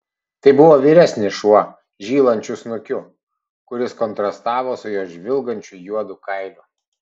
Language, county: Lithuanian, Vilnius